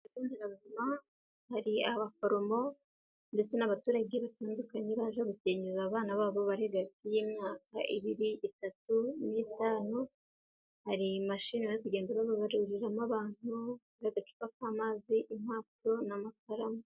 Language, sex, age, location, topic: Kinyarwanda, female, 18-24, Huye, health